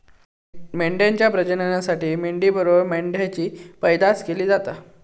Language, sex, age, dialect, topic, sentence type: Marathi, male, 18-24, Southern Konkan, agriculture, statement